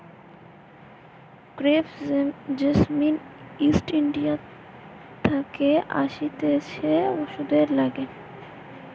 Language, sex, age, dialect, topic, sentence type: Bengali, female, 18-24, Western, agriculture, statement